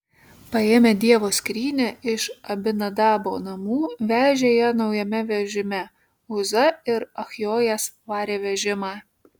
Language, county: Lithuanian, Kaunas